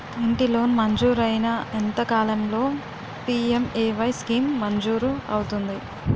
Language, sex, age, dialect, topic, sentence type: Telugu, female, 18-24, Utterandhra, banking, question